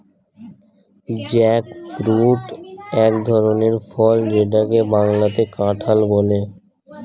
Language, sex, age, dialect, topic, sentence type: Bengali, male, <18, Standard Colloquial, agriculture, statement